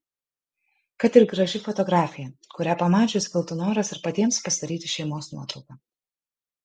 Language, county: Lithuanian, Kaunas